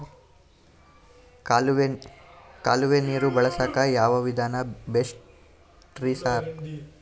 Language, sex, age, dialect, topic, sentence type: Kannada, male, 18-24, Northeastern, agriculture, question